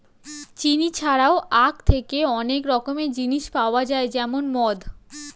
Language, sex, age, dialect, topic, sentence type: Bengali, female, 18-24, Standard Colloquial, agriculture, statement